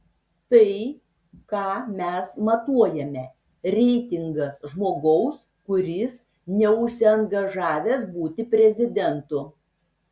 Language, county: Lithuanian, Šiauliai